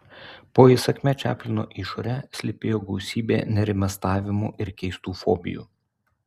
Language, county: Lithuanian, Utena